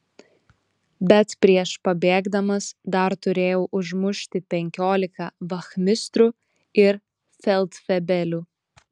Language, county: Lithuanian, Šiauliai